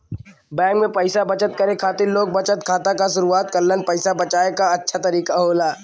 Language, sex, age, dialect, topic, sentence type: Bhojpuri, male, <18, Western, banking, statement